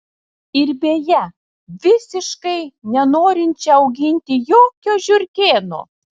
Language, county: Lithuanian, Telšiai